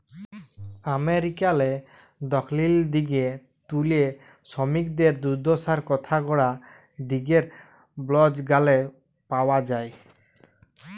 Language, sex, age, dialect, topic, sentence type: Bengali, male, 25-30, Jharkhandi, agriculture, statement